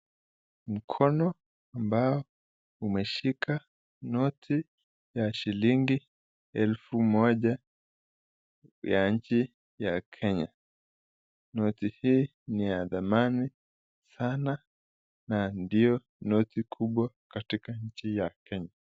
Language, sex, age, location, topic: Swahili, male, 18-24, Nakuru, finance